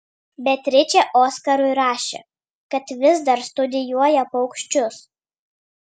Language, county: Lithuanian, Vilnius